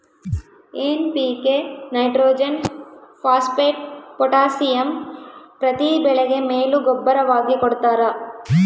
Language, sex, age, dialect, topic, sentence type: Kannada, female, 18-24, Central, agriculture, statement